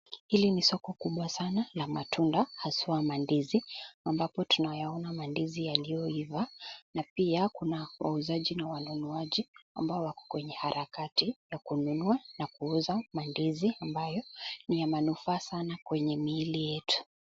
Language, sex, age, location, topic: Swahili, male, 18-24, Nairobi, finance